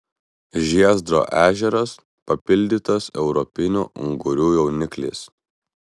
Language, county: Lithuanian, Vilnius